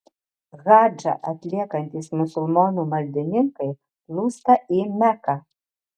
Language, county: Lithuanian, Marijampolė